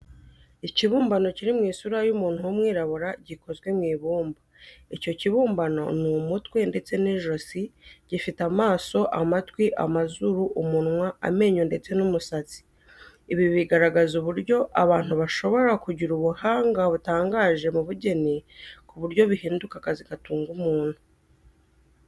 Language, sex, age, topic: Kinyarwanda, female, 25-35, education